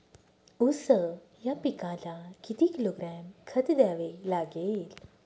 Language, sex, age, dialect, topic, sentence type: Marathi, female, 31-35, Northern Konkan, agriculture, question